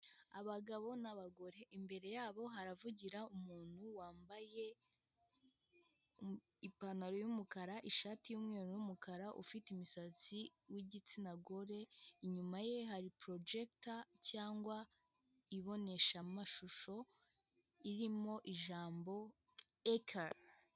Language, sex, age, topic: Kinyarwanda, female, 18-24, government